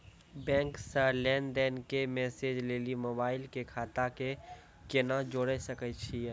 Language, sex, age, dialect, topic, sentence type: Maithili, male, 18-24, Angika, banking, question